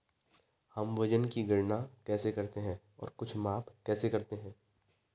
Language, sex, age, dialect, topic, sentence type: Hindi, male, 25-30, Hindustani Malvi Khadi Boli, agriculture, question